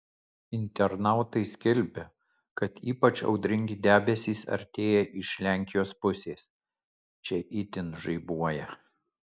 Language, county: Lithuanian, Kaunas